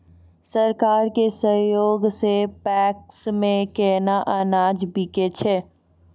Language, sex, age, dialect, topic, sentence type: Maithili, female, 41-45, Angika, agriculture, question